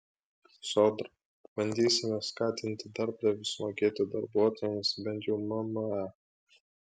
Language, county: Lithuanian, Klaipėda